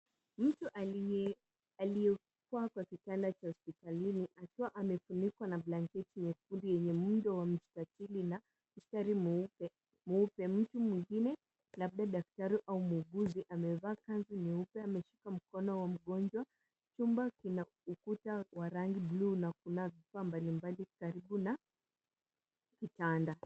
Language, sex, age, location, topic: Swahili, female, 18-24, Nairobi, health